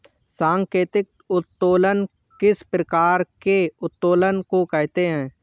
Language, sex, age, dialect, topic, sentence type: Hindi, male, 25-30, Awadhi Bundeli, banking, statement